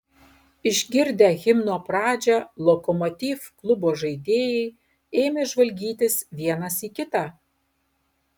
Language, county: Lithuanian, Alytus